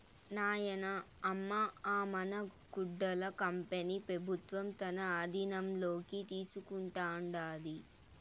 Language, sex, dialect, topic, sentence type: Telugu, female, Southern, agriculture, statement